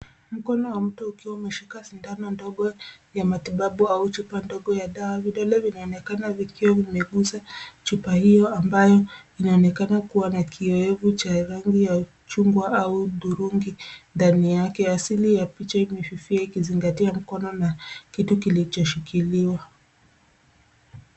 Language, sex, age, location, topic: Swahili, female, 25-35, Nairobi, health